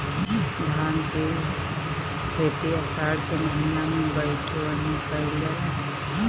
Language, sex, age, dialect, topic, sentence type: Bhojpuri, female, 25-30, Northern, agriculture, question